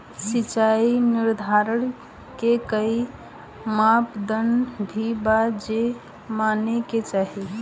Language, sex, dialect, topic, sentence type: Bhojpuri, female, Southern / Standard, agriculture, question